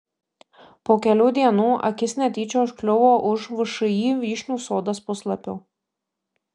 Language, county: Lithuanian, Marijampolė